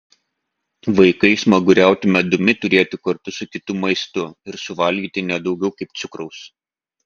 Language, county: Lithuanian, Vilnius